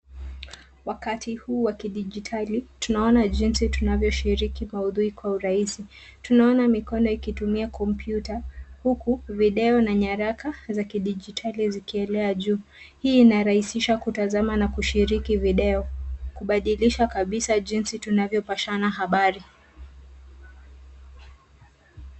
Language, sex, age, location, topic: Swahili, female, 25-35, Nairobi, education